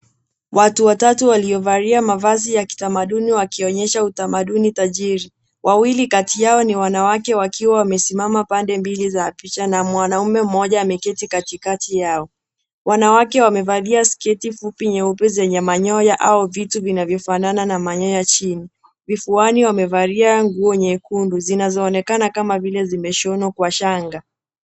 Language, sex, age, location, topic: Swahili, female, 18-24, Nairobi, government